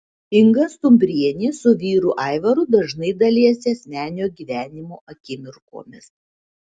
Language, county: Lithuanian, Šiauliai